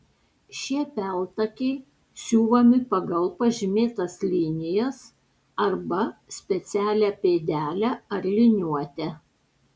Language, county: Lithuanian, Panevėžys